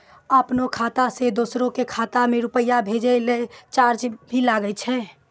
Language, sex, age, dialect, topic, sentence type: Maithili, female, 18-24, Angika, banking, question